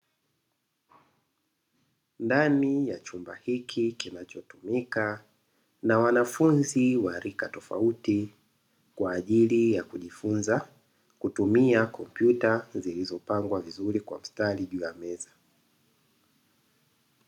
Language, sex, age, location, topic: Swahili, male, 25-35, Dar es Salaam, education